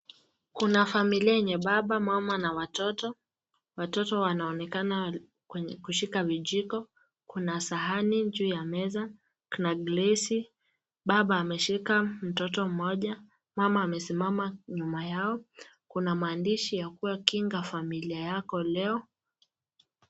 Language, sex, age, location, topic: Swahili, female, 18-24, Nakuru, finance